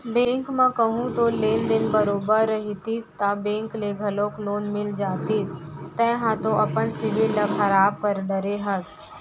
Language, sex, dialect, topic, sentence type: Chhattisgarhi, female, Central, banking, statement